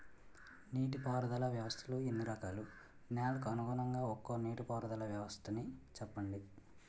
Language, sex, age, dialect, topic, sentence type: Telugu, male, 18-24, Utterandhra, agriculture, question